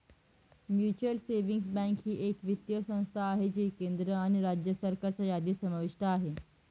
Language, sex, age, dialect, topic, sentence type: Marathi, female, 18-24, Northern Konkan, banking, statement